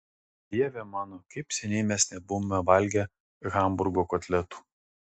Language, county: Lithuanian, Kaunas